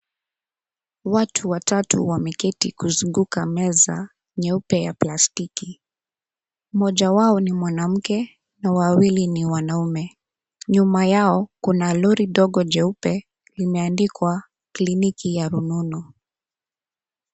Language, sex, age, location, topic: Swahili, female, 25-35, Nairobi, health